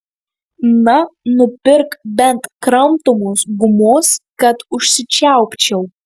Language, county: Lithuanian, Marijampolė